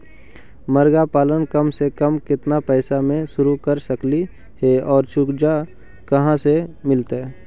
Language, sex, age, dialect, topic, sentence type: Magahi, male, 41-45, Central/Standard, agriculture, question